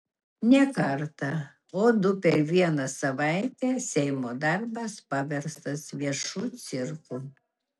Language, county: Lithuanian, Kaunas